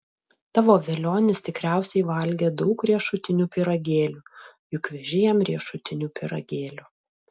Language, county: Lithuanian, Utena